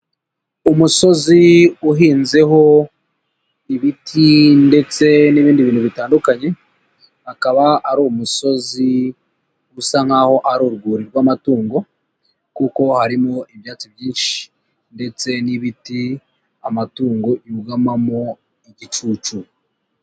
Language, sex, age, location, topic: Kinyarwanda, female, 25-35, Nyagatare, agriculture